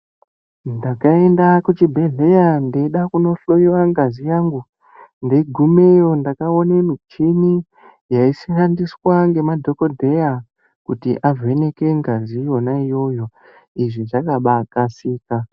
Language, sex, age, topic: Ndau, female, 18-24, health